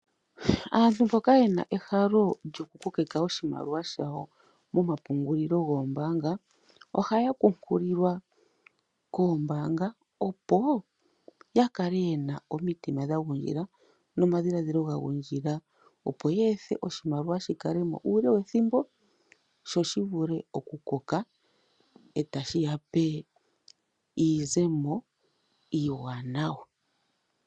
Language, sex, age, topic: Oshiwambo, female, 25-35, finance